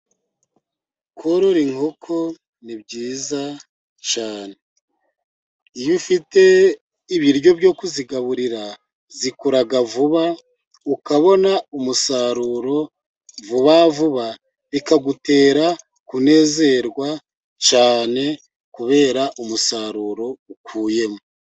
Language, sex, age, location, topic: Kinyarwanda, male, 50+, Musanze, agriculture